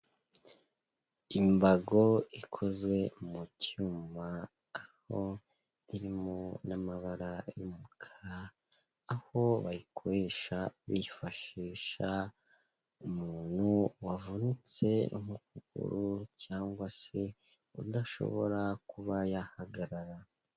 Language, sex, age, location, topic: Kinyarwanda, male, 18-24, Kigali, health